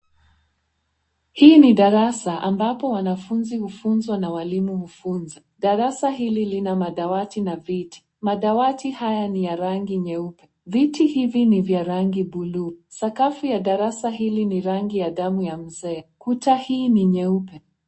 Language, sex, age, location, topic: Swahili, female, 18-24, Nairobi, education